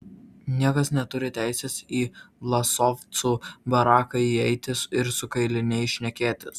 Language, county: Lithuanian, Vilnius